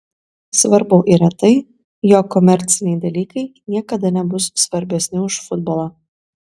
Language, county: Lithuanian, Vilnius